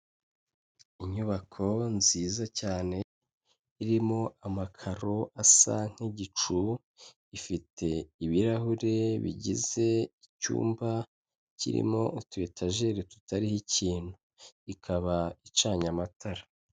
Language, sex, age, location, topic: Kinyarwanda, male, 25-35, Kigali, health